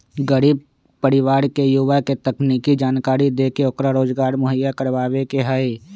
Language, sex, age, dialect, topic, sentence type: Magahi, male, 25-30, Western, banking, statement